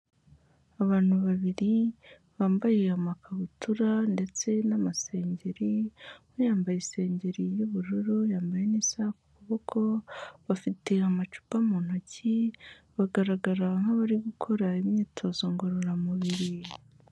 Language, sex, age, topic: Kinyarwanda, female, 18-24, health